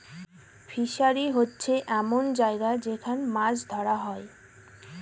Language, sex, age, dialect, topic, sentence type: Bengali, female, 18-24, Northern/Varendri, agriculture, statement